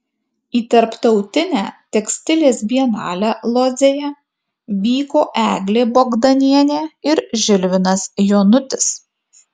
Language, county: Lithuanian, Kaunas